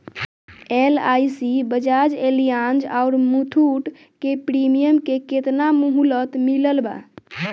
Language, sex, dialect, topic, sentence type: Bhojpuri, male, Southern / Standard, banking, question